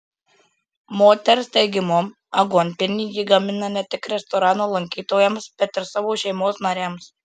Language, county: Lithuanian, Marijampolė